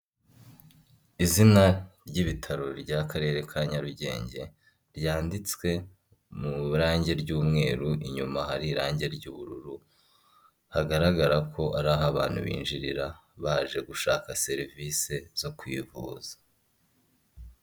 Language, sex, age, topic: Kinyarwanda, male, 25-35, government